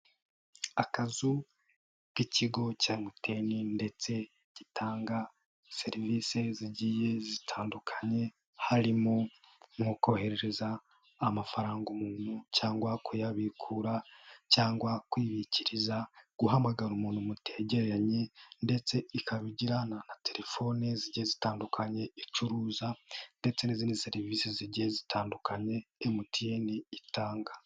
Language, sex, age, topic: Kinyarwanda, male, 18-24, finance